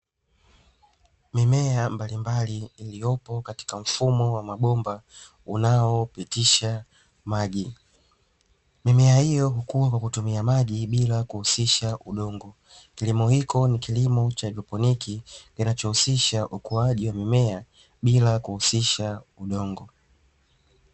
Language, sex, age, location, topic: Swahili, male, 25-35, Dar es Salaam, agriculture